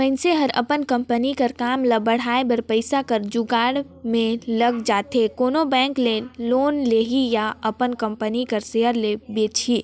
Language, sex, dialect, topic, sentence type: Chhattisgarhi, female, Northern/Bhandar, banking, statement